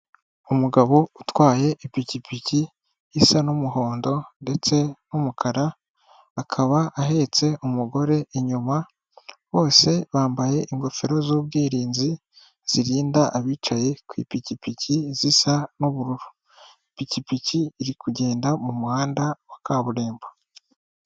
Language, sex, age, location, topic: Kinyarwanda, male, 25-35, Huye, government